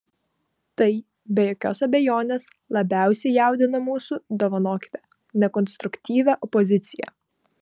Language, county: Lithuanian, Vilnius